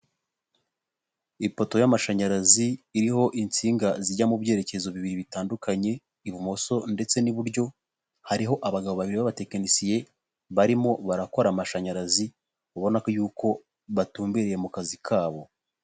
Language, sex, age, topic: Kinyarwanda, male, 18-24, government